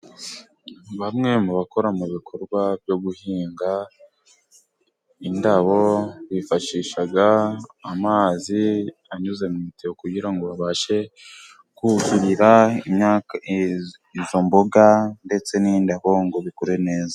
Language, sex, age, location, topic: Kinyarwanda, male, 18-24, Burera, agriculture